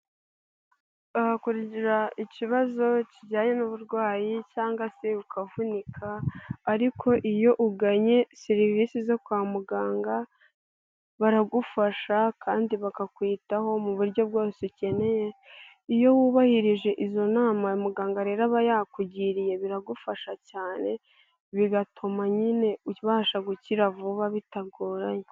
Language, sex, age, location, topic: Kinyarwanda, female, 18-24, Nyagatare, health